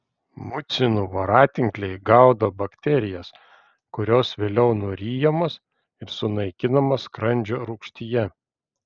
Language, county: Lithuanian, Vilnius